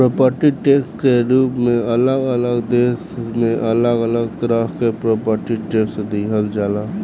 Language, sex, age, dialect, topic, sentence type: Bhojpuri, male, 18-24, Southern / Standard, banking, statement